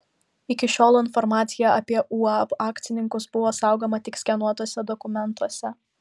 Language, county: Lithuanian, Vilnius